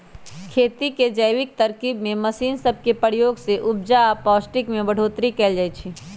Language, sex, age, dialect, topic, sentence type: Magahi, female, 25-30, Western, agriculture, statement